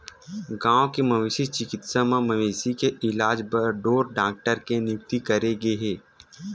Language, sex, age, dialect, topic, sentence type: Chhattisgarhi, male, 25-30, Western/Budati/Khatahi, agriculture, statement